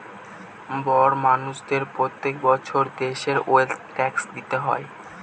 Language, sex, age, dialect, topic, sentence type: Bengali, male, 18-24, Northern/Varendri, banking, statement